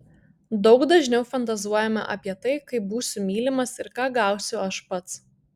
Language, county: Lithuanian, Kaunas